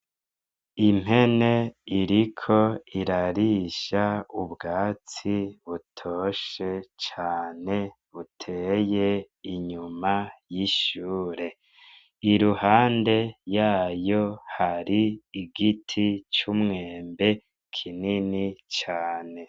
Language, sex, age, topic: Rundi, male, 25-35, education